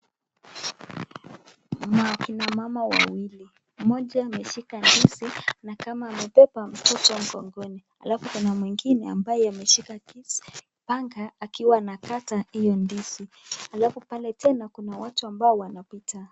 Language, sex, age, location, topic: Swahili, female, 25-35, Nakuru, agriculture